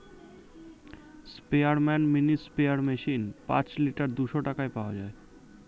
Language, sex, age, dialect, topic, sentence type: Bengali, male, 18-24, Standard Colloquial, agriculture, statement